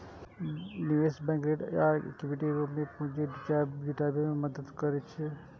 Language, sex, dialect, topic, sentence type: Maithili, male, Eastern / Thethi, banking, statement